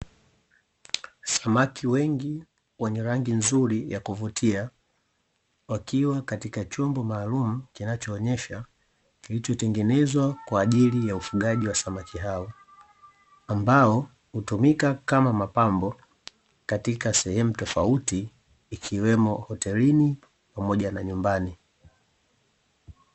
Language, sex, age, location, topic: Swahili, male, 25-35, Dar es Salaam, agriculture